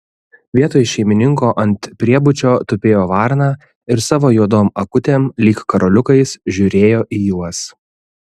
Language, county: Lithuanian, Kaunas